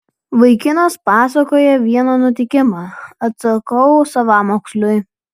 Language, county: Lithuanian, Vilnius